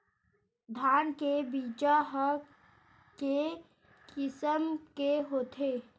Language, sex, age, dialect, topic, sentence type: Chhattisgarhi, female, 18-24, Western/Budati/Khatahi, agriculture, question